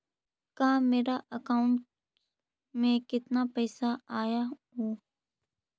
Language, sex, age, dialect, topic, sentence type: Magahi, female, 41-45, Central/Standard, banking, question